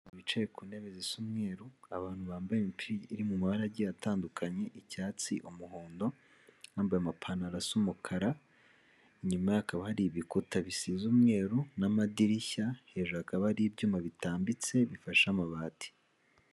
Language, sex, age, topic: Kinyarwanda, male, 18-24, government